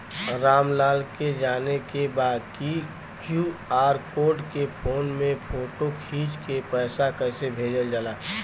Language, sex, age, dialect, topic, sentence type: Bhojpuri, male, 36-40, Western, banking, question